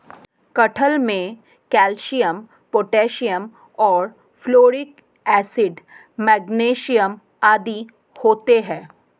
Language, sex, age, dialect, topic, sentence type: Hindi, female, 31-35, Marwari Dhudhari, agriculture, statement